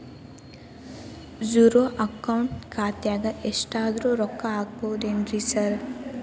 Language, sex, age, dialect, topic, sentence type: Kannada, female, 18-24, Dharwad Kannada, banking, question